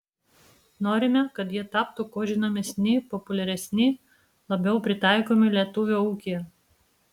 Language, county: Lithuanian, Vilnius